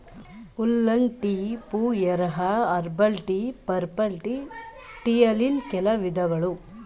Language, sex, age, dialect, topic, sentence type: Kannada, female, 18-24, Mysore Kannada, agriculture, statement